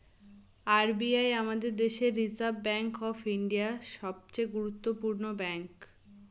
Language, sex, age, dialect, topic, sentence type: Bengali, female, 18-24, Northern/Varendri, banking, statement